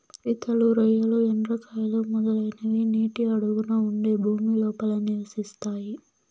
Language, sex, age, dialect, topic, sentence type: Telugu, female, 18-24, Southern, agriculture, statement